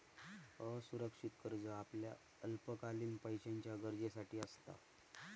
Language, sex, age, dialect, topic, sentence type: Marathi, male, 31-35, Southern Konkan, banking, statement